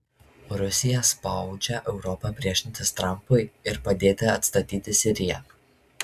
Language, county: Lithuanian, Šiauliai